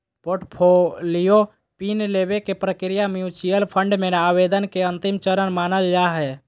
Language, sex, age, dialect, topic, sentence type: Magahi, female, 18-24, Southern, banking, statement